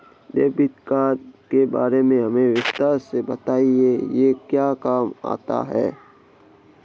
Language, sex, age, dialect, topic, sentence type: Hindi, male, 18-24, Marwari Dhudhari, banking, question